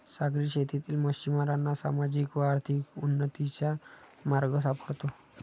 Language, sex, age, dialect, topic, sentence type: Marathi, male, 60-100, Standard Marathi, agriculture, statement